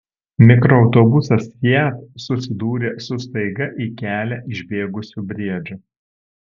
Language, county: Lithuanian, Alytus